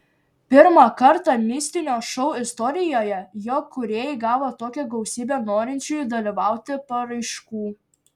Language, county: Lithuanian, Šiauliai